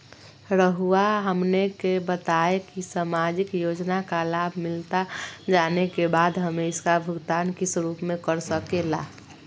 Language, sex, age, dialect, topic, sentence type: Magahi, female, 41-45, Southern, banking, question